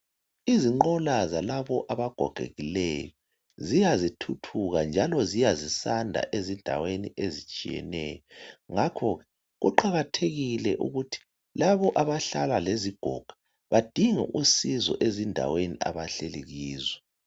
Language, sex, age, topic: North Ndebele, male, 36-49, health